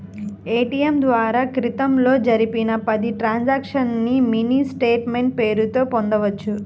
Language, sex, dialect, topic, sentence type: Telugu, female, Central/Coastal, banking, statement